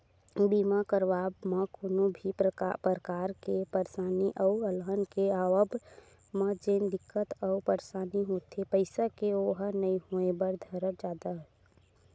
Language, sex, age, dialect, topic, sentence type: Chhattisgarhi, female, 18-24, Western/Budati/Khatahi, banking, statement